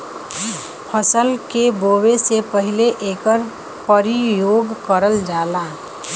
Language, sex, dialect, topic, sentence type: Bhojpuri, female, Western, agriculture, statement